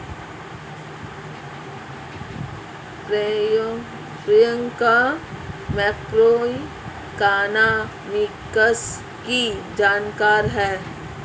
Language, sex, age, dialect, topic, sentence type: Hindi, female, 36-40, Marwari Dhudhari, banking, statement